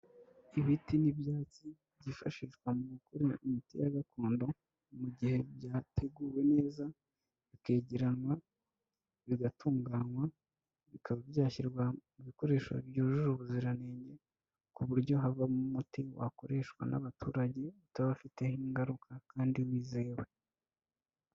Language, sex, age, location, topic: Kinyarwanda, male, 25-35, Kigali, health